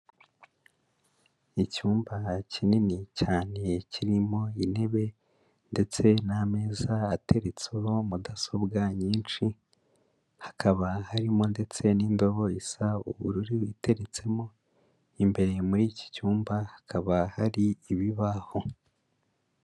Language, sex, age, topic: Kinyarwanda, male, 25-35, education